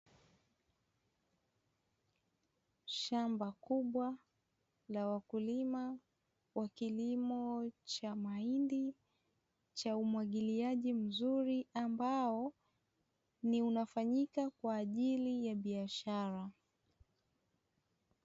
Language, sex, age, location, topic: Swahili, female, 25-35, Dar es Salaam, agriculture